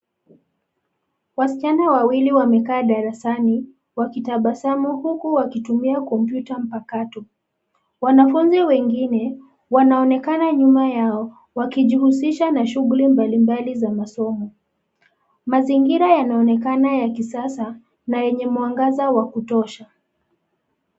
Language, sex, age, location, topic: Swahili, female, 25-35, Nairobi, education